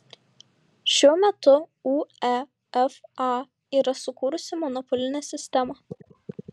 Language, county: Lithuanian, Šiauliai